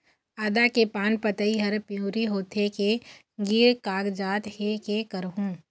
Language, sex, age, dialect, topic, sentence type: Chhattisgarhi, female, 51-55, Eastern, agriculture, question